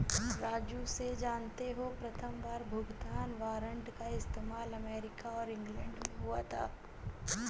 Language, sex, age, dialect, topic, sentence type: Hindi, female, 25-30, Awadhi Bundeli, banking, statement